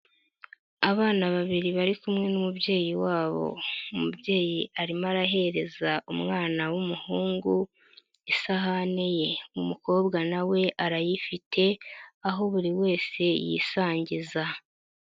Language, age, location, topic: Kinyarwanda, 50+, Nyagatare, education